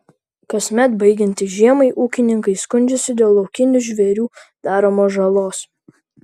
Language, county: Lithuanian, Vilnius